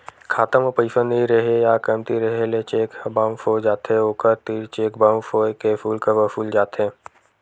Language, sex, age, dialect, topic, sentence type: Chhattisgarhi, male, 18-24, Western/Budati/Khatahi, banking, statement